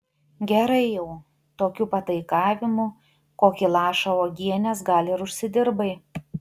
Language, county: Lithuanian, Utena